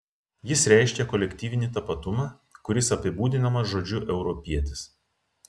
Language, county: Lithuanian, Vilnius